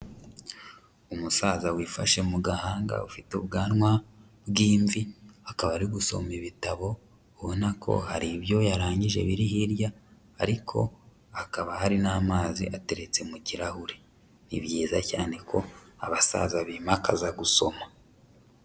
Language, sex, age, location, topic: Kinyarwanda, male, 25-35, Huye, health